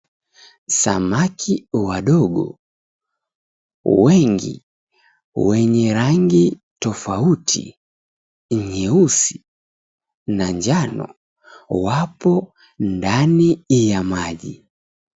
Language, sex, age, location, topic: Swahili, female, 18-24, Mombasa, agriculture